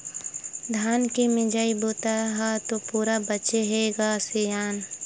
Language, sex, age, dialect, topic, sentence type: Chhattisgarhi, female, 18-24, Western/Budati/Khatahi, agriculture, statement